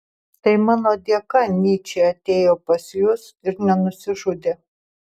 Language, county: Lithuanian, Tauragė